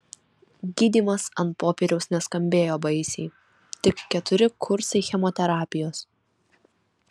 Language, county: Lithuanian, Alytus